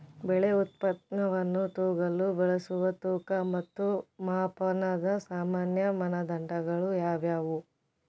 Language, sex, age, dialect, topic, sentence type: Kannada, female, 18-24, Central, agriculture, question